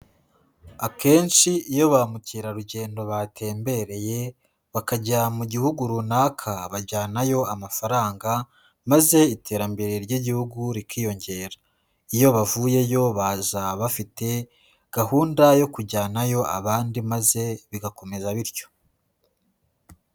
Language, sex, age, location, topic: Kinyarwanda, female, 18-24, Huye, agriculture